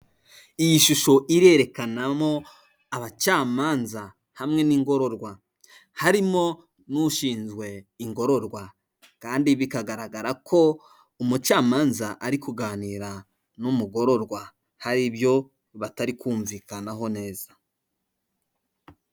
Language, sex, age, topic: Kinyarwanda, male, 18-24, government